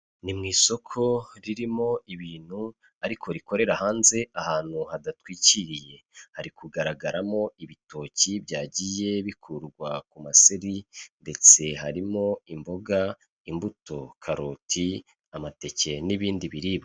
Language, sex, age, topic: Kinyarwanda, male, 25-35, finance